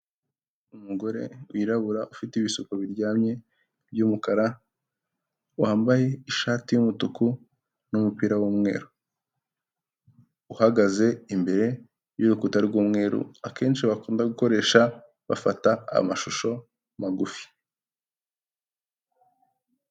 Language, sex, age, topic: Kinyarwanda, male, 18-24, government